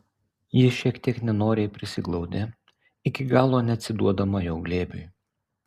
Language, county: Lithuanian, Utena